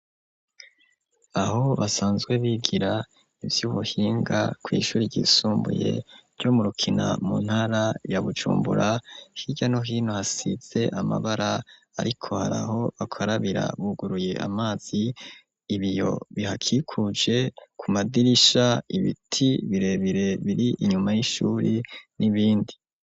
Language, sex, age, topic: Rundi, male, 25-35, education